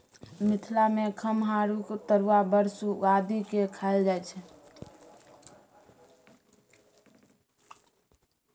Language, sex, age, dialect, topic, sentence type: Maithili, female, 18-24, Bajjika, agriculture, statement